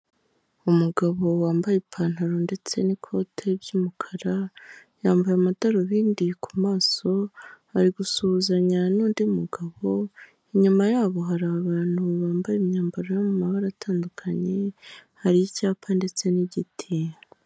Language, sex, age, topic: Kinyarwanda, male, 18-24, health